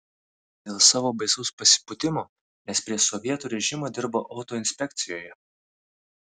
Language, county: Lithuanian, Vilnius